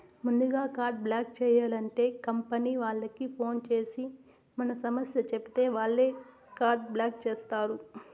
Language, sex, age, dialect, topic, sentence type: Telugu, female, 18-24, Southern, banking, statement